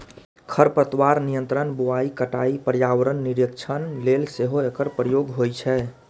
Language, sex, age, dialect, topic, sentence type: Maithili, male, 25-30, Eastern / Thethi, agriculture, statement